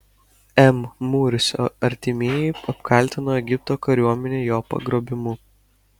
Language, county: Lithuanian, Kaunas